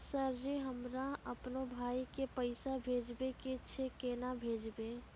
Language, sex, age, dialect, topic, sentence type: Maithili, female, 25-30, Angika, banking, question